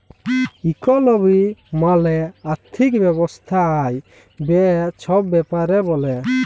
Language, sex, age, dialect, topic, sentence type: Bengali, male, 18-24, Jharkhandi, banking, statement